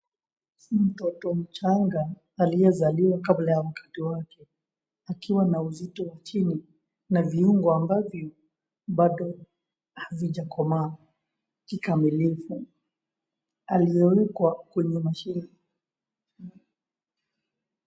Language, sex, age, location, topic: Swahili, male, 25-35, Wajir, health